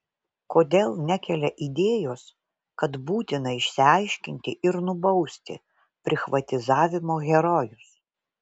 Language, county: Lithuanian, Vilnius